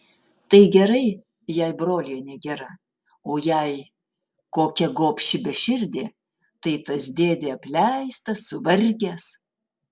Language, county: Lithuanian, Utena